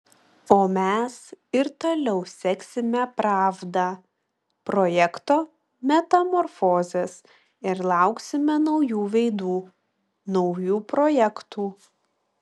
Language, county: Lithuanian, Klaipėda